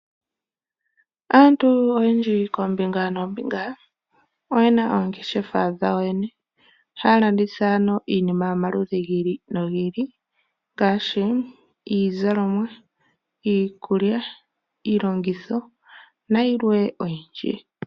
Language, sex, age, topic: Oshiwambo, female, 18-24, finance